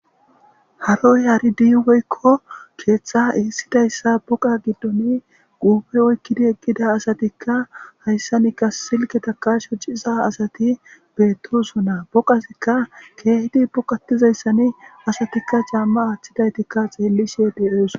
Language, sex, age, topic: Gamo, male, 18-24, government